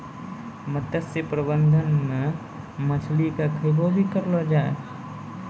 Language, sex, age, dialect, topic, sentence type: Maithili, male, 18-24, Angika, agriculture, statement